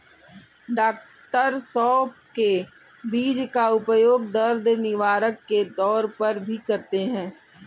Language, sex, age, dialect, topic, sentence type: Hindi, female, 18-24, Kanauji Braj Bhasha, agriculture, statement